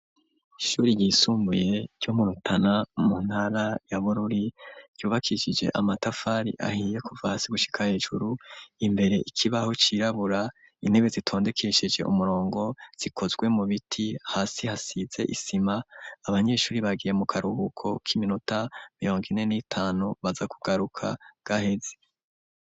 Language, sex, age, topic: Rundi, male, 25-35, education